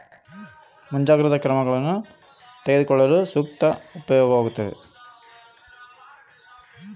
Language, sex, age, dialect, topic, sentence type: Kannada, male, 36-40, Central, agriculture, question